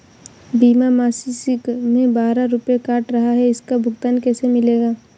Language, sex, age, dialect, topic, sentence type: Hindi, female, 18-24, Awadhi Bundeli, banking, question